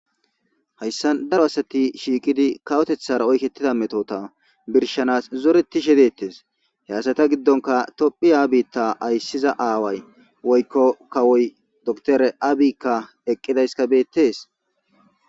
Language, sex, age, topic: Gamo, male, 25-35, government